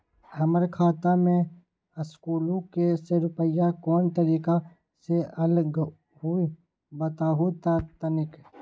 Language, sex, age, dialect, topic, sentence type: Magahi, male, 18-24, Western, banking, question